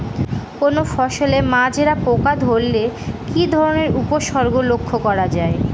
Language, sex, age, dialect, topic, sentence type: Bengali, female, 18-24, Northern/Varendri, agriculture, question